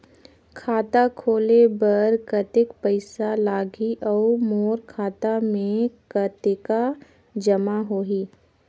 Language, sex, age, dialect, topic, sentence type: Chhattisgarhi, female, 25-30, Northern/Bhandar, banking, question